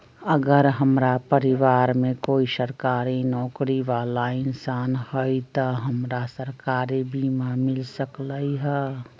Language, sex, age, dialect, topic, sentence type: Magahi, female, 60-100, Western, agriculture, question